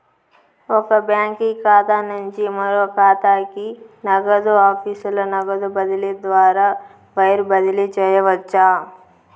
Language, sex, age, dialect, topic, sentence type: Telugu, female, 25-30, Southern, banking, statement